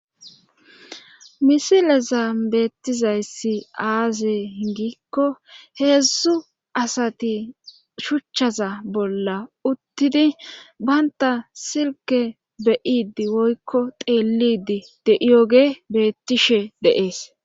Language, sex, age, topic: Gamo, female, 25-35, government